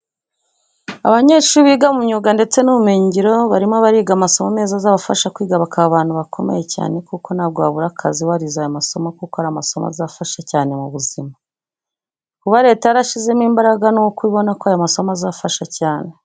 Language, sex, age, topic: Kinyarwanda, female, 25-35, education